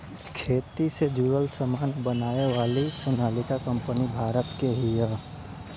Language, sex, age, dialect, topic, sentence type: Bhojpuri, male, 18-24, Northern, agriculture, statement